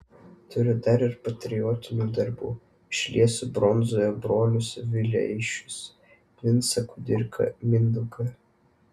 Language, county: Lithuanian, Vilnius